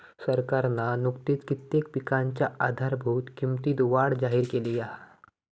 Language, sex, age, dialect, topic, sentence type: Marathi, male, 18-24, Southern Konkan, agriculture, statement